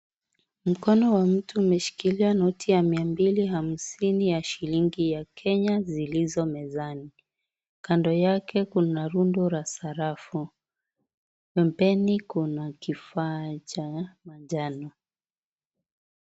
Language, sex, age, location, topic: Swahili, female, 25-35, Kisii, finance